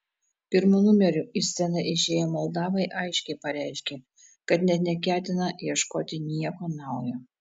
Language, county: Lithuanian, Telšiai